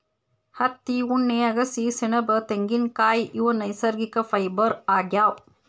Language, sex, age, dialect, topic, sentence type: Kannada, female, 25-30, Northeastern, agriculture, statement